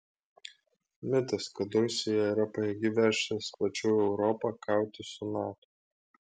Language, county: Lithuanian, Klaipėda